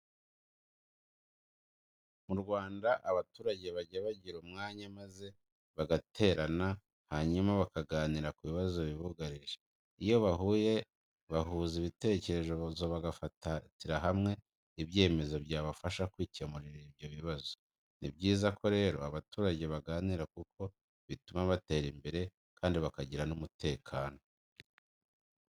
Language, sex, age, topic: Kinyarwanda, male, 25-35, education